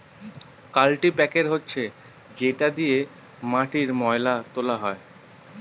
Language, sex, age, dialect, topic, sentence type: Bengali, male, 31-35, Northern/Varendri, agriculture, statement